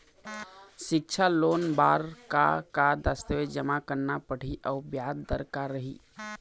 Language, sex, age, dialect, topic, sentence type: Chhattisgarhi, male, 25-30, Eastern, banking, question